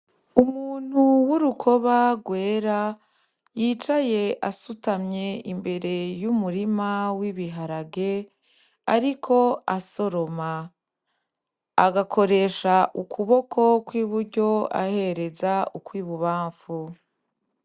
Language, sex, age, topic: Rundi, female, 25-35, agriculture